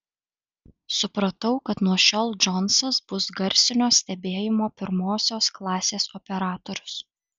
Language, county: Lithuanian, Alytus